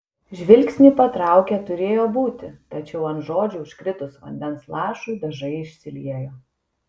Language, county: Lithuanian, Kaunas